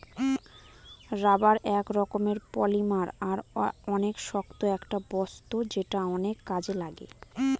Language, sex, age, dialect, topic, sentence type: Bengali, female, 18-24, Northern/Varendri, agriculture, statement